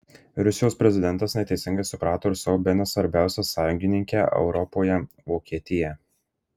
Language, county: Lithuanian, Marijampolė